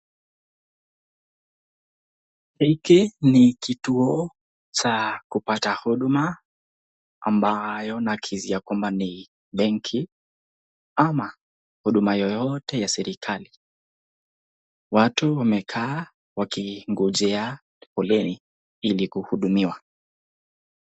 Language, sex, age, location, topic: Swahili, female, 25-35, Nakuru, government